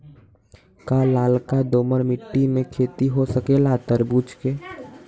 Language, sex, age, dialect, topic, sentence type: Magahi, male, 18-24, Western, agriculture, question